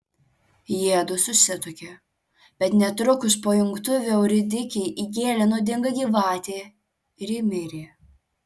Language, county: Lithuanian, Alytus